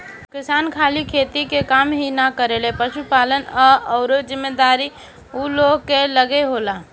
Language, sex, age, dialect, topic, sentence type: Bhojpuri, female, 18-24, Northern, agriculture, statement